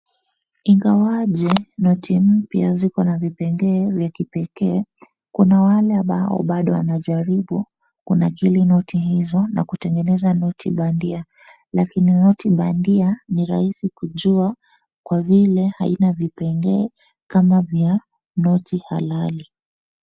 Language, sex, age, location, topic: Swahili, female, 25-35, Wajir, finance